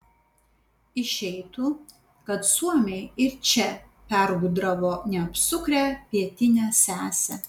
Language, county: Lithuanian, Panevėžys